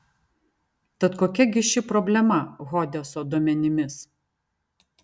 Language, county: Lithuanian, Vilnius